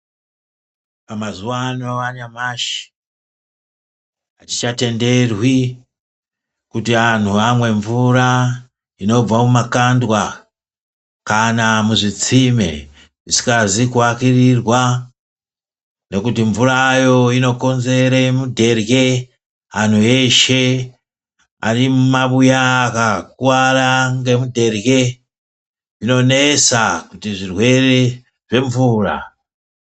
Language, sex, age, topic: Ndau, female, 25-35, health